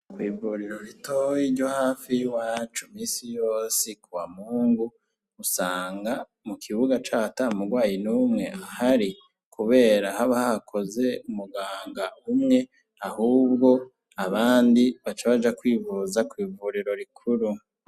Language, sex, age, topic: Rundi, male, 36-49, education